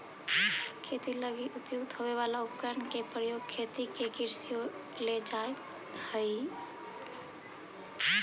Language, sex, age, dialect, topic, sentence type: Magahi, male, 31-35, Central/Standard, agriculture, statement